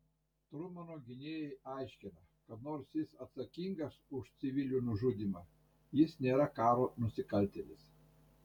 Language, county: Lithuanian, Panevėžys